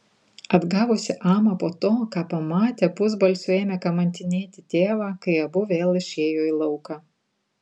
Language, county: Lithuanian, Vilnius